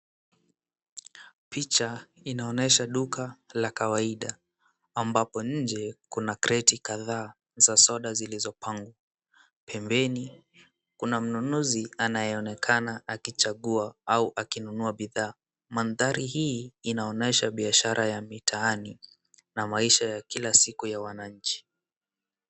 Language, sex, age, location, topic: Swahili, male, 18-24, Wajir, finance